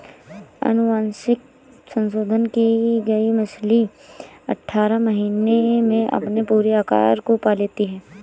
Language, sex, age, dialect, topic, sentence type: Hindi, female, 18-24, Awadhi Bundeli, agriculture, statement